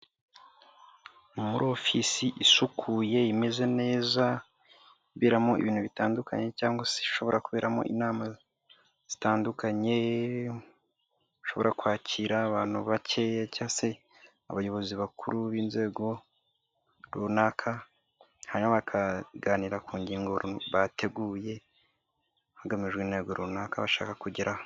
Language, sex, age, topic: Kinyarwanda, male, 18-24, health